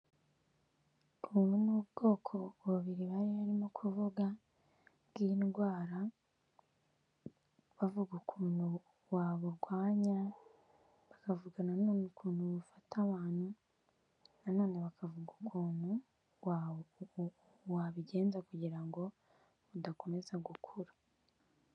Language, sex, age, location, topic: Kinyarwanda, female, 18-24, Kigali, health